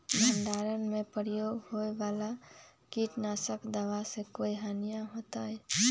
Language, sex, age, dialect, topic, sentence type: Magahi, female, 25-30, Western, agriculture, question